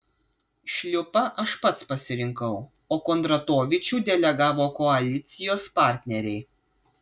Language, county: Lithuanian, Vilnius